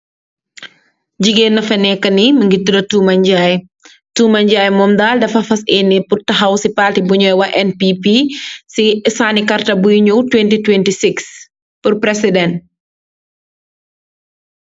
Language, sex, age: Wolof, female, 18-24